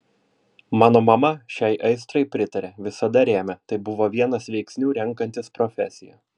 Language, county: Lithuanian, Vilnius